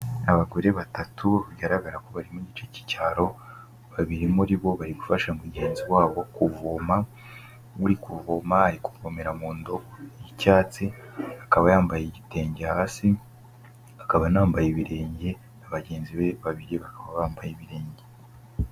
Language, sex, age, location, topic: Kinyarwanda, male, 18-24, Kigali, health